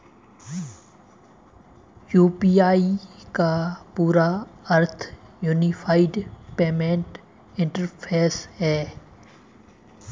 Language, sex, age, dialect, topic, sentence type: Hindi, male, 18-24, Marwari Dhudhari, banking, statement